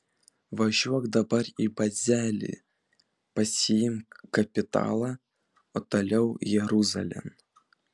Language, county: Lithuanian, Vilnius